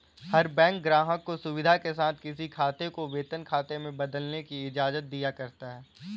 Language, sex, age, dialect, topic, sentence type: Hindi, male, 18-24, Kanauji Braj Bhasha, banking, statement